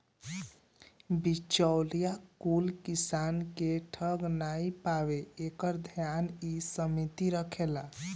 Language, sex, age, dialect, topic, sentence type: Bhojpuri, male, 18-24, Northern, agriculture, statement